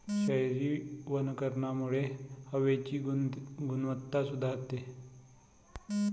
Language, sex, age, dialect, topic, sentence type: Marathi, male, 25-30, Varhadi, agriculture, statement